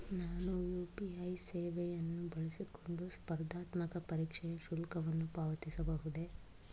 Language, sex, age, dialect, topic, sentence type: Kannada, female, 36-40, Mysore Kannada, banking, question